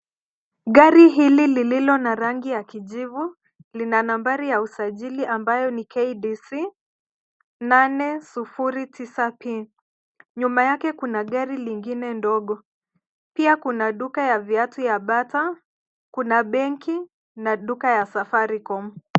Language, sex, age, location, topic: Swahili, female, 25-35, Nairobi, finance